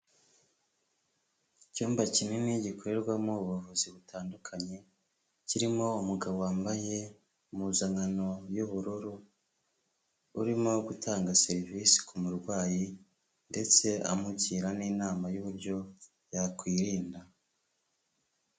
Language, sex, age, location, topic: Kinyarwanda, male, 25-35, Huye, health